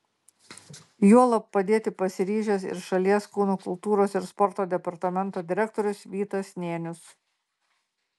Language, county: Lithuanian, Marijampolė